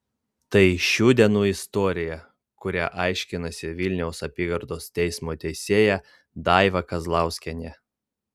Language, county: Lithuanian, Vilnius